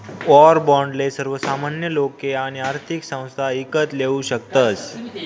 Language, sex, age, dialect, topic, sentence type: Marathi, male, 25-30, Northern Konkan, banking, statement